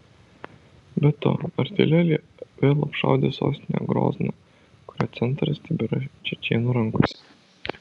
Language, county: Lithuanian, Vilnius